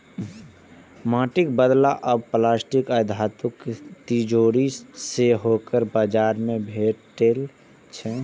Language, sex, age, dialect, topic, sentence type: Maithili, male, 18-24, Eastern / Thethi, banking, statement